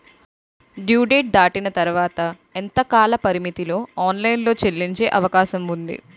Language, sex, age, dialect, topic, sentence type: Telugu, female, 18-24, Utterandhra, banking, question